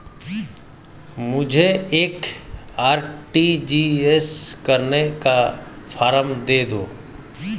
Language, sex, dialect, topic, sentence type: Hindi, male, Hindustani Malvi Khadi Boli, banking, question